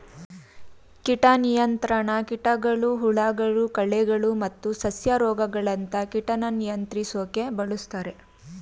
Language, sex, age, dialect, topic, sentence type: Kannada, female, 31-35, Mysore Kannada, agriculture, statement